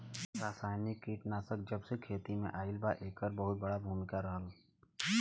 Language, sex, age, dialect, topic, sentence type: Bhojpuri, male, 18-24, Western, agriculture, statement